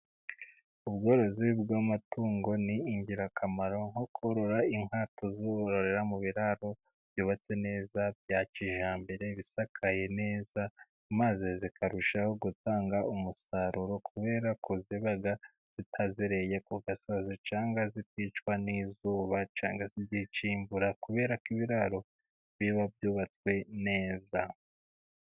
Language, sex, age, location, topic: Kinyarwanda, male, 36-49, Musanze, government